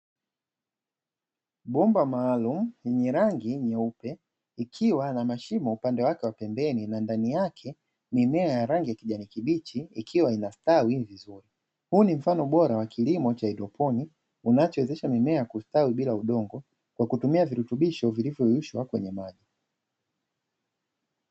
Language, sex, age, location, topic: Swahili, male, 25-35, Dar es Salaam, agriculture